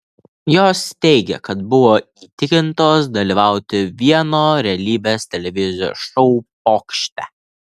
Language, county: Lithuanian, Alytus